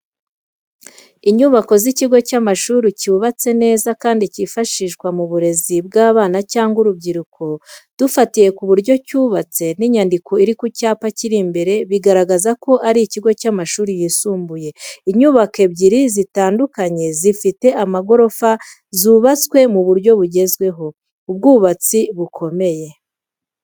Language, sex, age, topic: Kinyarwanda, female, 25-35, education